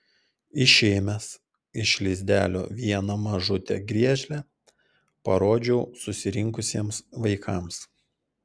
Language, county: Lithuanian, Klaipėda